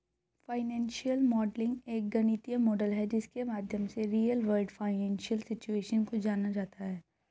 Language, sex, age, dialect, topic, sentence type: Hindi, female, 31-35, Hindustani Malvi Khadi Boli, banking, statement